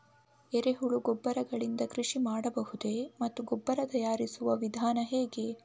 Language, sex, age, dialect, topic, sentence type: Kannada, female, 18-24, Coastal/Dakshin, agriculture, question